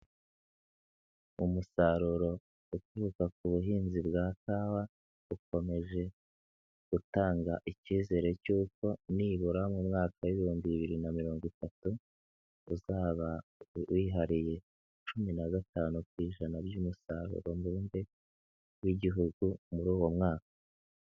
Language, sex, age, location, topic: Kinyarwanda, male, 18-24, Nyagatare, agriculture